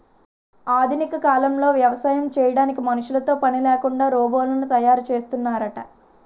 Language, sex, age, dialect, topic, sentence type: Telugu, female, 18-24, Utterandhra, agriculture, statement